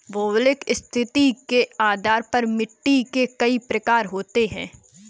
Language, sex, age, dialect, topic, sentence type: Hindi, female, 18-24, Kanauji Braj Bhasha, agriculture, statement